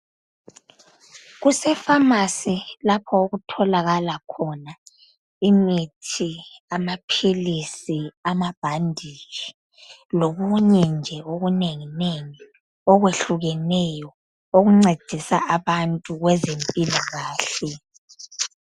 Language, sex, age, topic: North Ndebele, male, 25-35, health